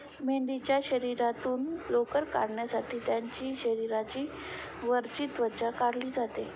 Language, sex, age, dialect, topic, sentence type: Marathi, female, 25-30, Standard Marathi, agriculture, statement